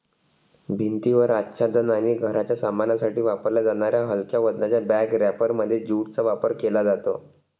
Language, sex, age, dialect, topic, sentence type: Marathi, male, 25-30, Varhadi, agriculture, statement